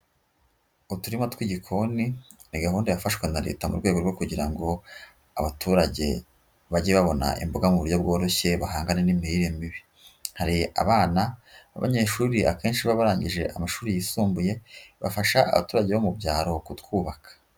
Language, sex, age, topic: Kinyarwanda, female, 25-35, agriculture